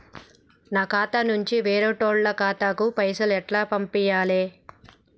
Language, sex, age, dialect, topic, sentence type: Telugu, male, 31-35, Telangana, banking, question